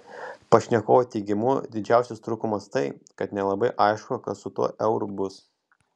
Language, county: Lithuanian, Kaunas